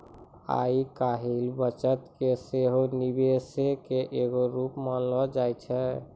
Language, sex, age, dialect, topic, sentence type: Maithili, male, 25-30, Angika, banking, statement